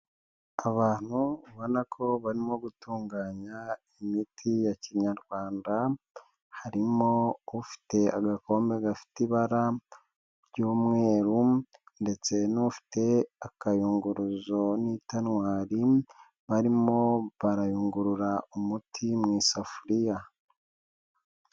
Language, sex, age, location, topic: Kinyarwanda, male, 25-35, Nyagatare, health